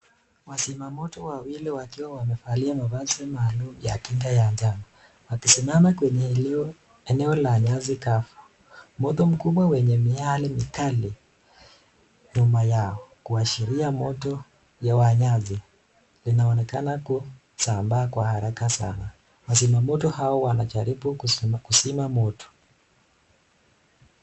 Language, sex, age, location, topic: Swahili, male, 18-24, Nakuru, health